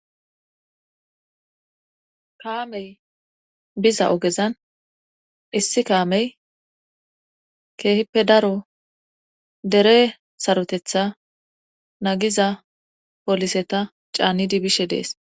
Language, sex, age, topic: Gamo, female, 25-35, government